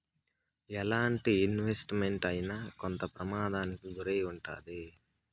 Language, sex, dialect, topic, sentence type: Telugu, male, Southern, banking, statement